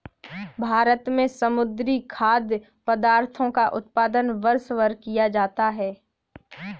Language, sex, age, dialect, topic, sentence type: Hindi, female, 18-24, Kanauji Braj Bhasha, agriculture, statement